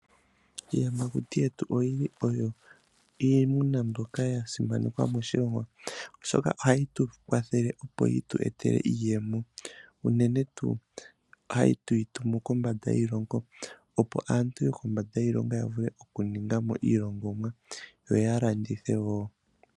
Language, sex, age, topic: Oshiwambo, male, 25-35, agriculture